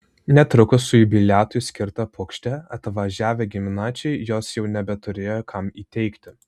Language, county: Lithuanian, Vilnius